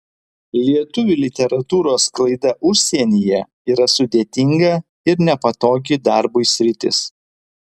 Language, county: Lithuanian, Vilnius